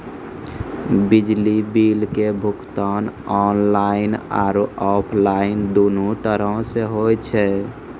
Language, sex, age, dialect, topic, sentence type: Maithili, male, 51-55, Angika, banking, statement